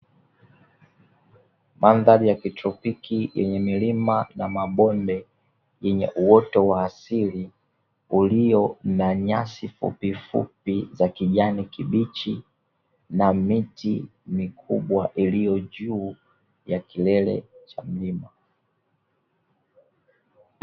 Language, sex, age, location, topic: Swahili, male, 25-35, Dar es Salaam, agriculture